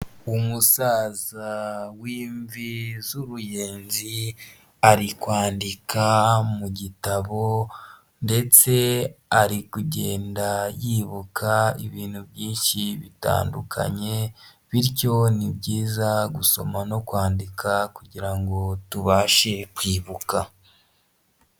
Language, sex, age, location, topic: Kinyarwanda, male, 25-35, Huye, health